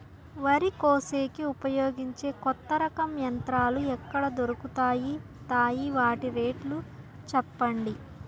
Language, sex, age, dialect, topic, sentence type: Telugu, male, 36-40, Southern, agriculture, question